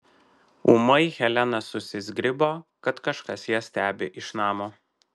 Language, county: Lithuanian, Marijampolė